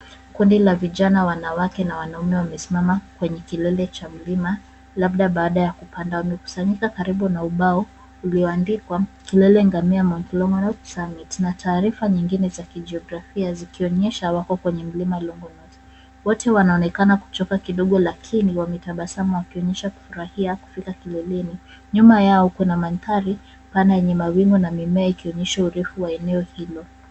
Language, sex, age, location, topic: Swahili, female, 36-49, Nairobi, education